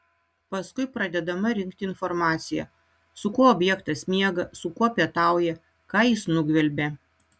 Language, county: Lithuanian, Utena